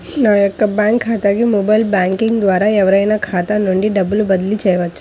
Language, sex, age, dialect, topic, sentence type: Telugu, female, 18-24, Central/Coastal, banking, question